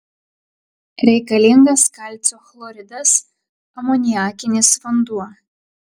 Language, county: Lithuanian, Klaipėda